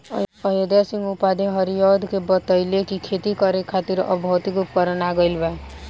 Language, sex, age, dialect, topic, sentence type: Bhojpuri, female, 18-24, Southern / Standard, agriculture, question